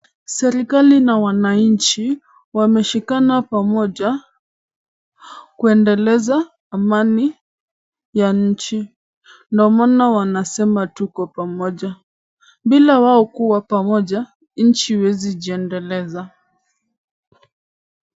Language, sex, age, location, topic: Swahili, male, 18-24, Kisumu, government